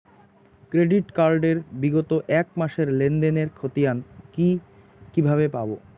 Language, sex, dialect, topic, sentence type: Bengali, male, Rajbangshi, banking, question